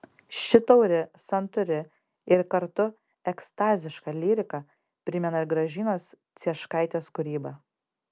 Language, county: Lithuanian, Panevėžys